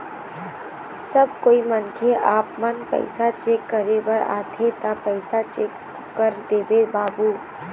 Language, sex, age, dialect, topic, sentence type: Chhattisgarhi, female, 51-55, Eastern, banking, question